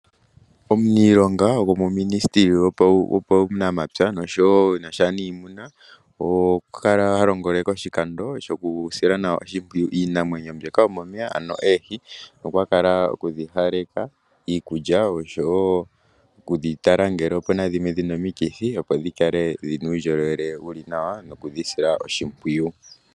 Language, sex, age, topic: Oshiwambo, male, 18-24, agriculture